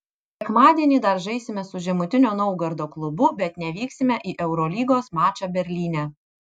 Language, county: Lithuanian, Vilnius